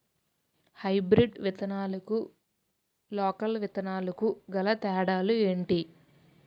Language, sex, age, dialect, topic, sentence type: Telugu, female, 18-24, Utterandhra, agriculture, question